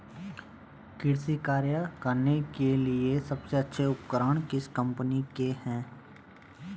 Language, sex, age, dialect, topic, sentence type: Hindi, male, 25-30, Garhwali, agriculture, question